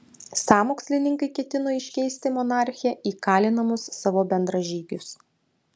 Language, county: Lithuanian, Utena